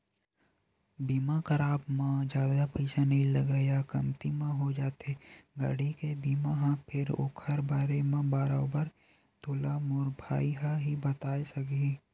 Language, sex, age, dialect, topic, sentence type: Chhattisgarhi, male, 18-24, Western/Budati/Khatahi, banking, statement